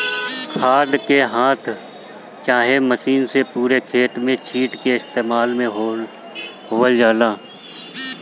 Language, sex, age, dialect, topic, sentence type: Bhojpuri, male, 31-35, Northern, agriculture, statement